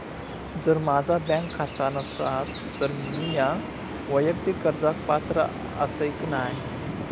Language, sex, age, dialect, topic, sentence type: Marathi, male, 25-30, Southern Konkan, banking, question